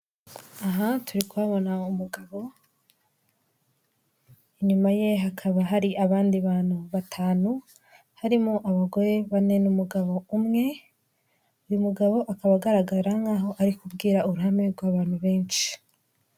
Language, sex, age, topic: Kinyarwanda, female, 18-24, government